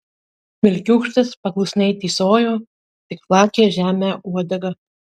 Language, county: Lithuanian, Marijampolė